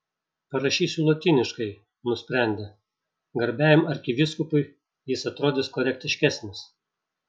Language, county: Lithuanian, Šiauliai